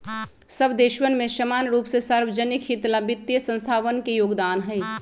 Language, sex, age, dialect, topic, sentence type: Magahi, female, 25-30, Western, banking, statement